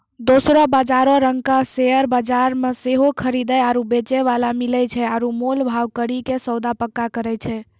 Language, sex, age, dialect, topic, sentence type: Maithili, male, 18-24, Angika, banking, statement